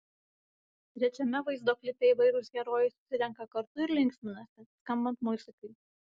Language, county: Lithuanian, Vilnius